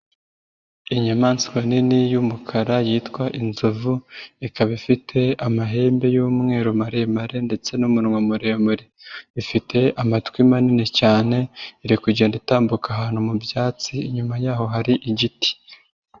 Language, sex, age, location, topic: Kinyarwanda, female, 25-35, Nyagatare, agriculture